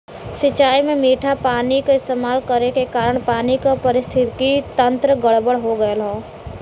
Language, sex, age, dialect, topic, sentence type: Bhojpuri, female, 18-24, Western, agriculture, statement